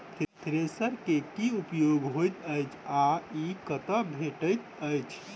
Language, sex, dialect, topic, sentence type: Maithili, male, Southern/Standard, agriculture, question